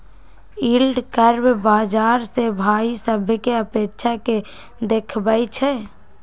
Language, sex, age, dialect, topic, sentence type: Magahi, female, 18-24, Western, banking, statement